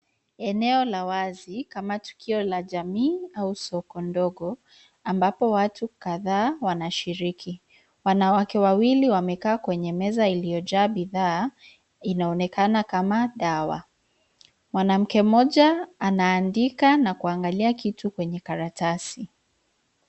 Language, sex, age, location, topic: Swahili, female, 25-35, Nairobi, health